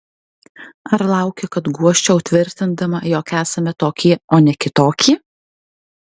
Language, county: Lithuanian, Alytus